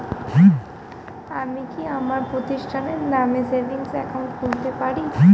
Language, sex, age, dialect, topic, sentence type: Bengali, female, 25-30, Standard Colloquial, banking, question